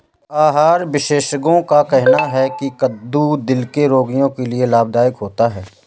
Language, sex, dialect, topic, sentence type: Hindi, male, Awadhi Bundeli, agriculture, statement